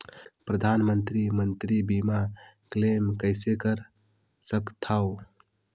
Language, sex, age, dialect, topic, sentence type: Chhattisgarhi, male, 18-24, Northern/Bhandar, banking, question